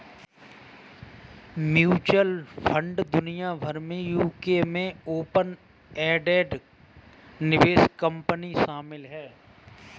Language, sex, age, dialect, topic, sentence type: Hindi, male, 25-30, Kanauji Braj Bhasha, banking, statement